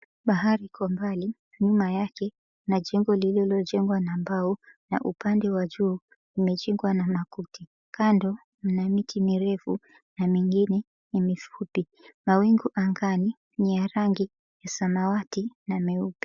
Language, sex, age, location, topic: Swahili, female, 36-49, Mombasa, government